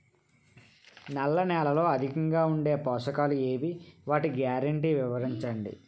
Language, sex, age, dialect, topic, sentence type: Telugu, male, 18-24, Utterandhra, agriculture, question